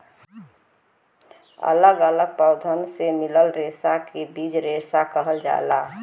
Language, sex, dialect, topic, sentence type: Bhojpuri, female, Western, agriculture, statement